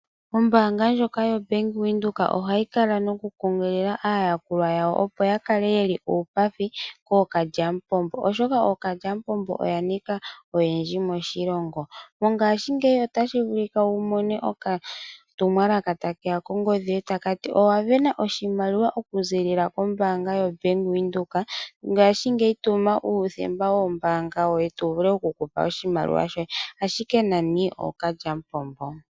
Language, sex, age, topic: Oshiwambo, female, 25-35, finance